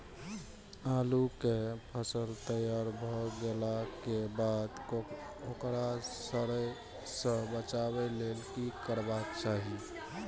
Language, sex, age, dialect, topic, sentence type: Maithili, male, 25-30, Eastern / Thethi, agriculture, question